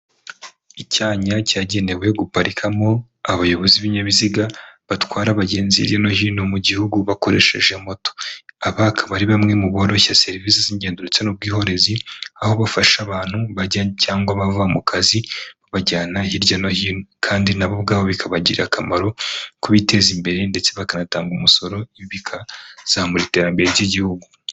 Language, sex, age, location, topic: Kinyarwanda, male, 25-35, Huye, government